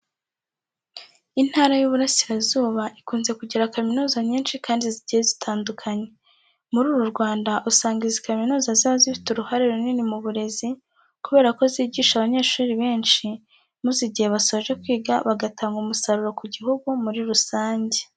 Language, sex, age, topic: Kinyarwanda, female, 18-24, education